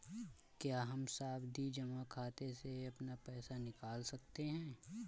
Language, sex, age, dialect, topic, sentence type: Hindi, male, 25-30, Awadhi Bundeli, banking, question